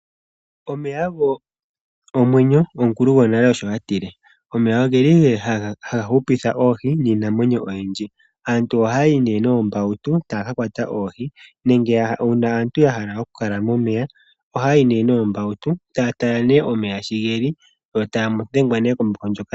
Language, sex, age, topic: Oshiwambo, female, 25-35, agriculture